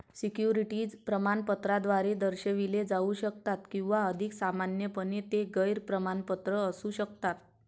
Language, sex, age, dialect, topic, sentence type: Marathi, male, 31-35, Varhadi, banking, statement